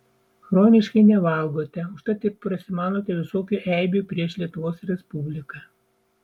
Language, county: Lithuanian, Vilnius